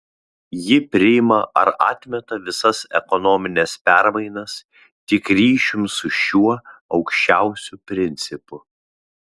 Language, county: Lithuanian, Vilnius